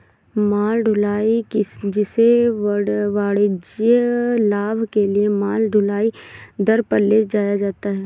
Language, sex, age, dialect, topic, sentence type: Hindi, female, 18-24, Awadhi Bundeli, banking, statement